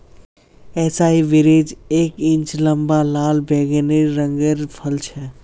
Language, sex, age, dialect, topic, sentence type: Magahi, male, 18-24, Northeastern/Surjapuri, agriculture, statement